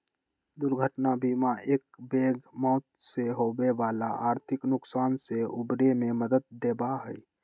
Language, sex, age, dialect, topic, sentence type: Magahi, male, 18-24, Western, banking, statement